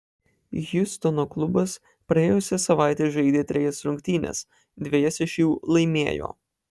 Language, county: Lithuanian, Alytus